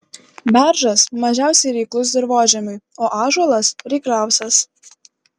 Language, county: Lithuanian, Klaipėda